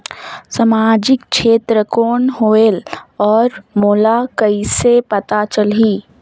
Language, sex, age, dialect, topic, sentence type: Chhattisgarhi, female, 18-24, Northern/Bhandar, banking, question